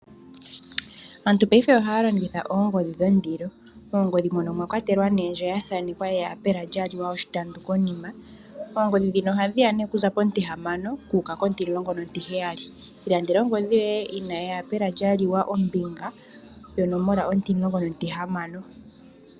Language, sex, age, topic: Oshiwambo, female, 25-35, finance